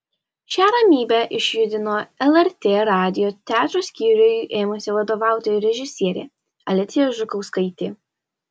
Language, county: Lithuanian, Alytus